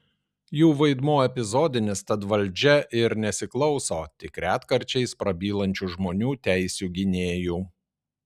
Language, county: Lithuanian, Šiauliai